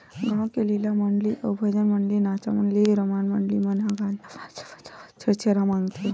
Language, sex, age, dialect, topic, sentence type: Chhattisgarhi, female, 18-24, Western/Budati/Khatahi, agriculture, statement